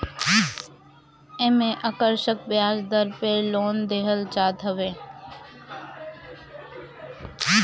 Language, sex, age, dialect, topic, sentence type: Bhojpuri, female, 18-24, Northern, banking, statement